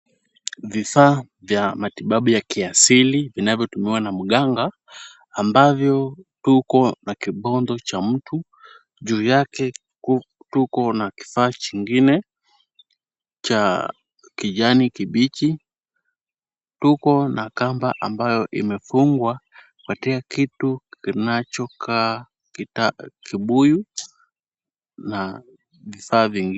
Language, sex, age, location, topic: Swahili, male, 18-24, Kisumu, health